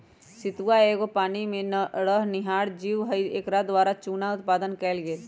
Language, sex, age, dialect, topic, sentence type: Magahi, female, 31-35, Western, agriculture, statement